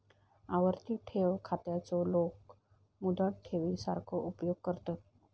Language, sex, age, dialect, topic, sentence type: Marathi, female, 25-30, Southern Konkan, banking, statement